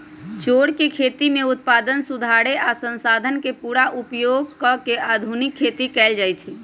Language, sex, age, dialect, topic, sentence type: Magahi, female, 25-30, Western, agriculture, statement